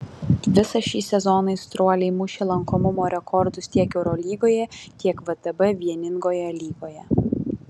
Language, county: Lithuanian, Vilnius